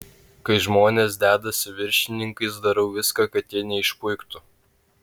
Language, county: Lithuanian, Utena